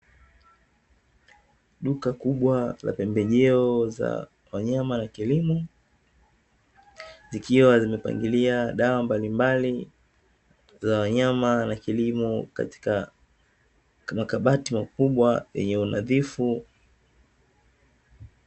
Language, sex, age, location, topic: Swahili, male, 18-24, Dar es Salaam, agriculture